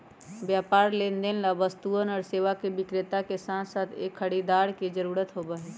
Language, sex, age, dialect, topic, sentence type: Magahi, female, 31-35, Western, banking, statement